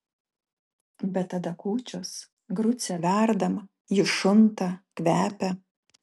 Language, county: Lithuanian, Kaunas